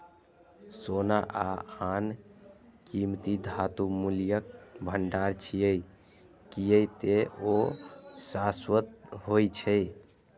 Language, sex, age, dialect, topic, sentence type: Maithili, male, 25-30, Eastern / Thethi, banking, statement